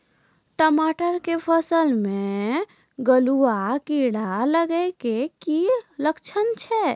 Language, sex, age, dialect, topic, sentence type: Maithili, female, 41-45, Angika, agriculture, question